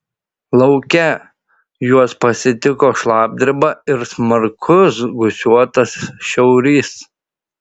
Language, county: Lithuanian, Šiauliai